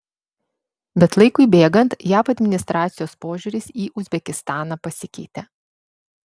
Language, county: Lithuanian, Vilnius